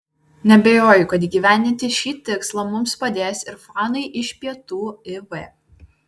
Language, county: Lithuanian, Vilnius